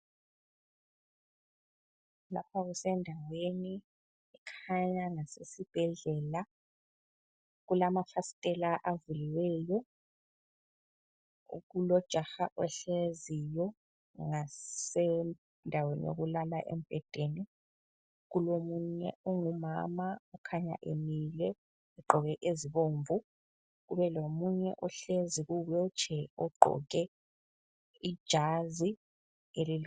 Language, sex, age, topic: North Ndebele, female, 25-35, health